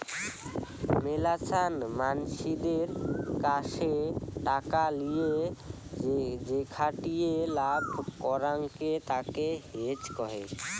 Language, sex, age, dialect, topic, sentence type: Bengali, male, <18, Rajbangshi, banking, statement